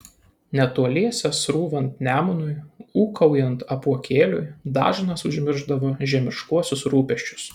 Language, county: Lithuanian, Kaunas